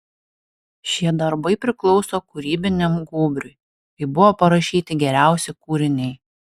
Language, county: Lithuanian, Alytus